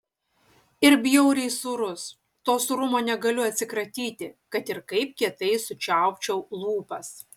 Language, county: Lithuanian, Utena